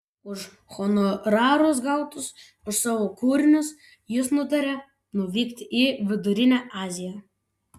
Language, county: Lithuanian, Vilnius